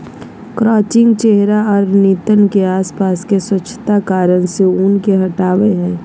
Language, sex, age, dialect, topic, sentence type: Magahi, female, 56-60, Southern, agriculture, statement